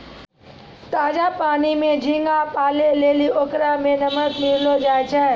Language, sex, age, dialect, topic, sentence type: Maithili, female, 31-35, Angika, agriculture, statement